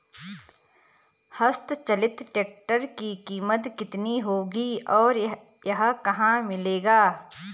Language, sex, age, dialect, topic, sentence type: Hindi, female, 36-40, Garhwali, agriculture, question